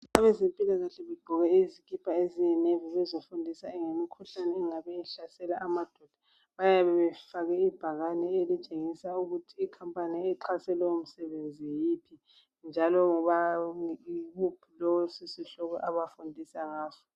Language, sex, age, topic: North Ndebele, female, 25-35, health